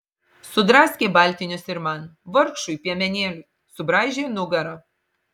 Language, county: Lithuanian, Marijampolė